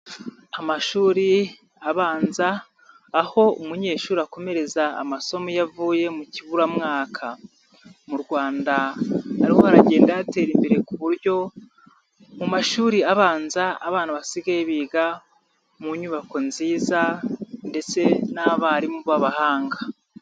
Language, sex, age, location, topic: Kinyarwanda, male, 25-35, Nyagatare, education